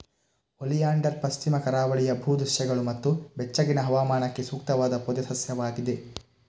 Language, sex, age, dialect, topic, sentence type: Kannada, male, 18-24, Coastal/Dakshin, agriculture, statement